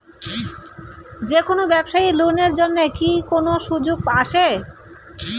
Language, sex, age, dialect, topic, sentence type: Bengali, male, 18-24, Rajbangshi, banking, question